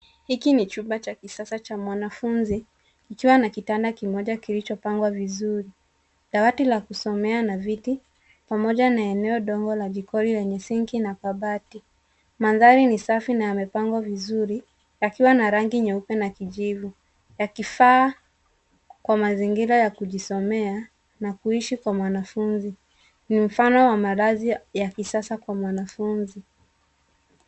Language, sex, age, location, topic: Swahili, female, 36-49, Nairobi, education